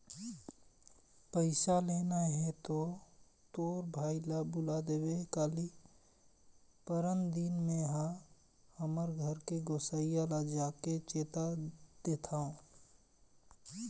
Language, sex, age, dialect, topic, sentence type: Chhattisgarhi, male, 31-35, Eastern, banking, statement